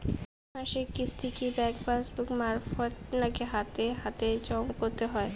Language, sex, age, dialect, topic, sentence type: Bengali, female, 31-35, Rajbangshi, banking, question